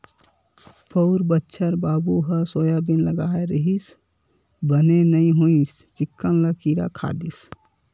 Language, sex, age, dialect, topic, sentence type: Chhattisgarhi, male, 18-24, Western/Budati/Khatahi, agriculture, statement